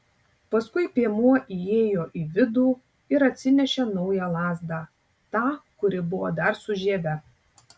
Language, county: Lithuanian, Tauragė